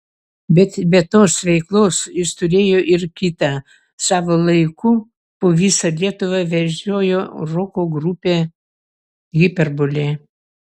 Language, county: Lithuanian, Vilnius